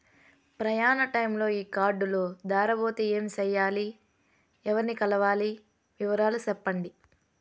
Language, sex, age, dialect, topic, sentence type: Telugu, female, 18-24, Southern, banking, question